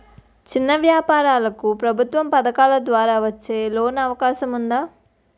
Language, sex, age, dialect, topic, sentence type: Telugu, female, 60-100, Utterandhra, banking, question